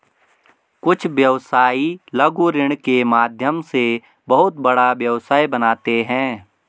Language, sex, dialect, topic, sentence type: Hindi, male, Garhwali, banking, statement